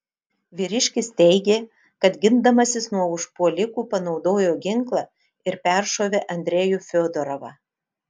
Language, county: Lithuanian, Utena